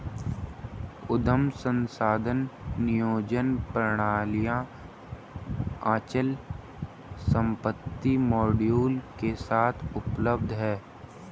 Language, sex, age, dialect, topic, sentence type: Hindi, female, 31-35, Hindustani Malvi Khadi Boli, banking, statement